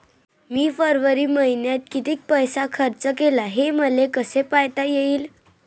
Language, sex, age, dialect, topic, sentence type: Marathi, female, 25-30, Varhadi, banking, question